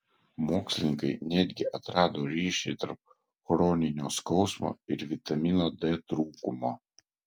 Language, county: Lithuanian, Vilnius